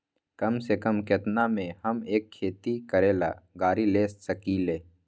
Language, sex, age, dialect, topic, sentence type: Magahi, male, 41-45, Western, agriculture, question